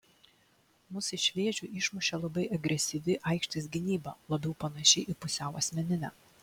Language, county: Lithuanian, Klaipėda